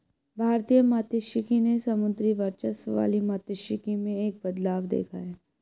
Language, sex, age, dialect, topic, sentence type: Hindi, female, 18-24, Hindustani Malvi Khadi Boli, agriculture, statement